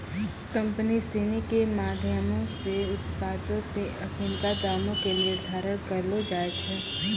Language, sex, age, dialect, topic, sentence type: Maithili, female, 18-24, Angika, banking, statement